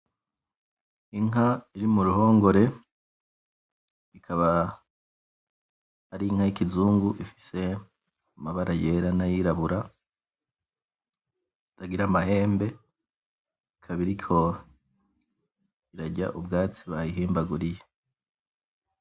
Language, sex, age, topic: Rundi, male, 25-35, agriculture